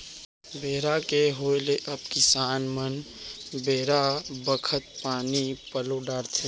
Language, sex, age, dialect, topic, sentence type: Chhattisgarhi, male, 18-24, Central, agriculture, statement